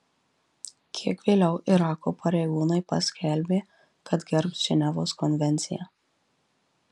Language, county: Lithuanian, Marijampolė